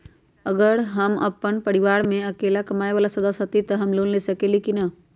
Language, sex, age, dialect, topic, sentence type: Magahi, female, 31-35, Western, banking, question